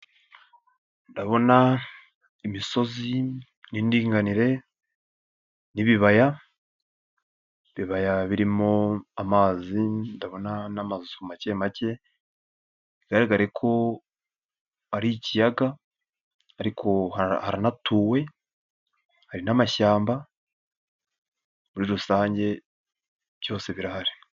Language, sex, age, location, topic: Kinyarwanda, male, 18-24, Nyagatare, agriculture